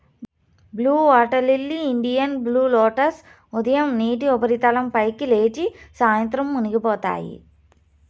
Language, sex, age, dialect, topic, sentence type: Telugu, female, 25-30, Southern, agriculture, statement